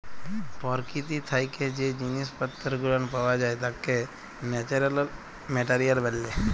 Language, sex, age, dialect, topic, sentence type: Bengali, male, 18-24, Jharkhandi, agriculture, statement